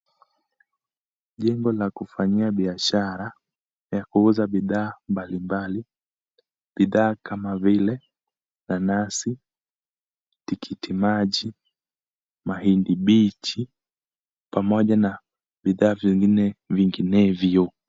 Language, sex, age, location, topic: Swahili, male, 18-24, Kisumu, finance